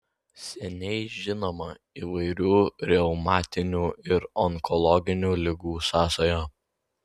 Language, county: Lithuanian, Vilnius